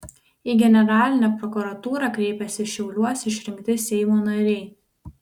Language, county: Lithuanian, Panevėžys